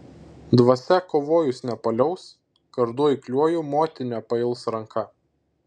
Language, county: Lithuanian, Šiauliai